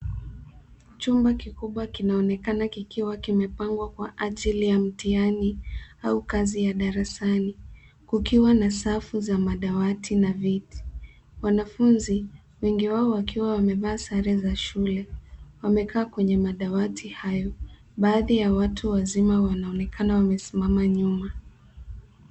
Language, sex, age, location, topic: Swahili, female, 18-24, Nairobi, education